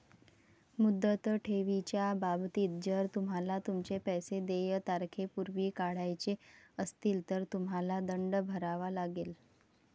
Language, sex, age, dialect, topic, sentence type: Marathi, female, 36-40, Varhadi, banking, statement